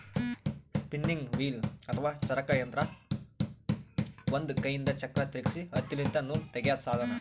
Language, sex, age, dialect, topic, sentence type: Kannada, male, 31-35, Northeastern, agriculture, statement